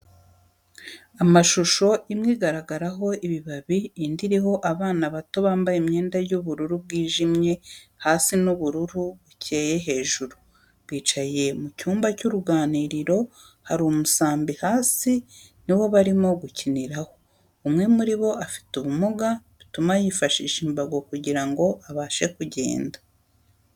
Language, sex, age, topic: Kinyarwanda, female, 36-49, education